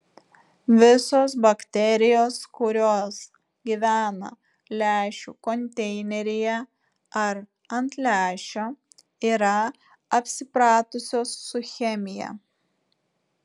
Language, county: Lithuanian, Vilnius